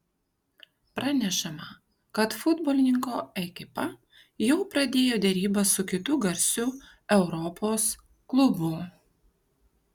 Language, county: Lithuanian, Kaunas